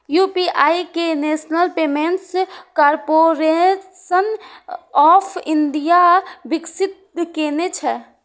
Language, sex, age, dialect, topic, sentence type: Maithili, female, 46-50, Eastern / Thethi, banking, statement